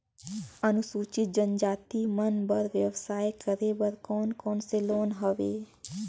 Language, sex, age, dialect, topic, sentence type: Chhattisgarhi, female, 18-24, Northern/Bhandar, banking, question